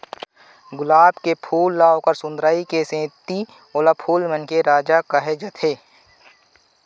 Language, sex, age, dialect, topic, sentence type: Chhattisgarhi, male, 25-30, Central, agriculture, statement